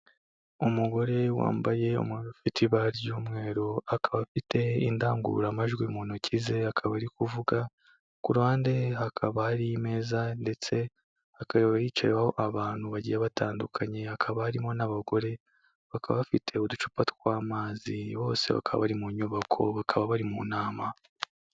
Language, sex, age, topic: Kinyarwanda, male, 18-24, health